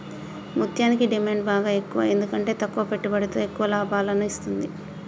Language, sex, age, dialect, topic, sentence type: Telugu, female, 25-30, Telangana, agriculture, statement